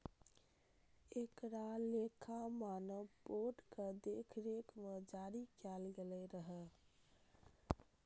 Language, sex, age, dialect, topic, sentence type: Maithili, male, 31-35, Eastern / Thethi, banking, statement